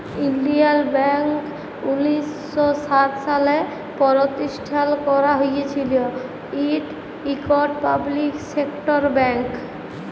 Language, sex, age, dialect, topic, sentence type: Bengali, female, 18-24, Jharkhandi, banking, statement